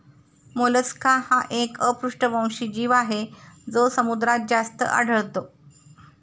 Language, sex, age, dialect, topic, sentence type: Marathi, female, 51-55, Standard Marathi, agriculture, statement